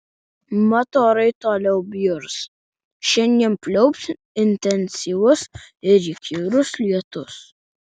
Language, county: Lithuanian, Alytus